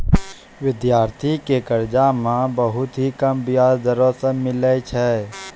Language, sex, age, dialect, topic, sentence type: Maithili, male, 18-24, Angika, banking, statement